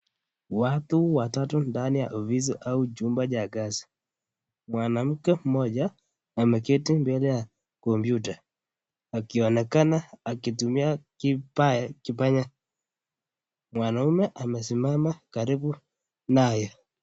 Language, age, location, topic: Swahili, 25-35, Nakuru, government